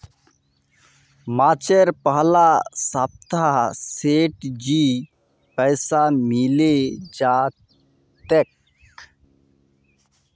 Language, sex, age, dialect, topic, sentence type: Magahi, male, 31-35, Northeastern/Surjapuri, banking, statement